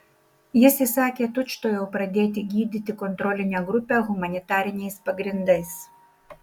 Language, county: Lithuanian, Šiauliai